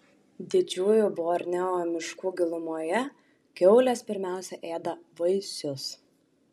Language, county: Lithuanian, Šiauliai